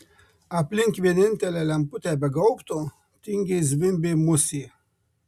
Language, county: Lithuanian, Marijampolė